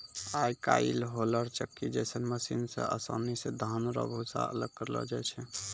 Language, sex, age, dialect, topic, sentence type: Maithili, male, 18-24, Angika, agriculture, statement